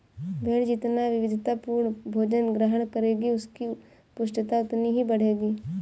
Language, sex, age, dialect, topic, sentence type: Hindi, female, 18-24, Kanauji Braj Bhasha, agriculture, statement